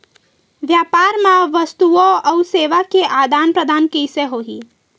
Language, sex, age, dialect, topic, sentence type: Chhattisgarhi, female, 18-24, Western/Budati/Khatahi, agriculture, question